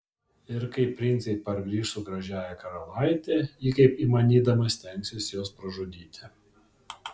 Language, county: Lithuanian, Vilnius